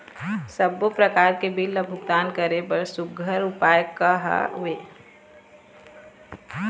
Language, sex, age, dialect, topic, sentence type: Chhattisgarhi, female, 25-30, Eastern, banking, question